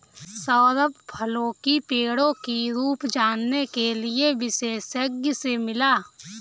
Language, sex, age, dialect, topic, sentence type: Hindi, female, 18-24, Awadhi Bundeli, agriculture, statement